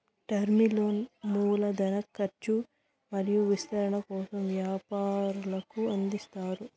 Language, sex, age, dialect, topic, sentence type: Telugu, female, 56-60, Southern, banking, statement